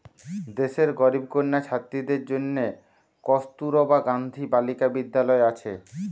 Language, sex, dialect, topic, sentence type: Bengali, male, Western, banking, statement